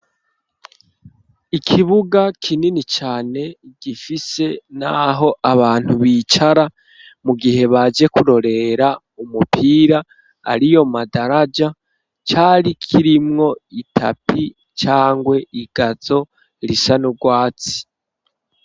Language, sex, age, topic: Rundi, male, 18-24, education